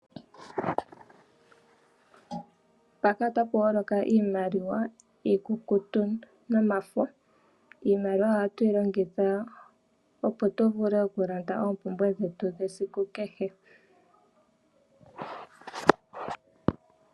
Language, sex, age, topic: Oshiwambo, female, 25-35, finance